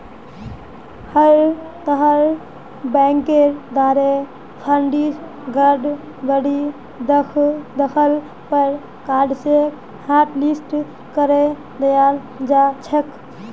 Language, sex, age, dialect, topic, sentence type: Magahi, female, 18-24, Northeastern/Surjapuri, banking, statement